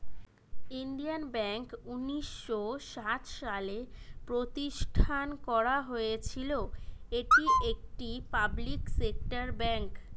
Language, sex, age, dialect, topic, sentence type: Bengali, female, 25-30, Western, banking, statement